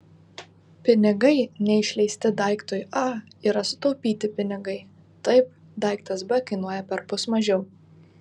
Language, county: Lithuanian, Vilnius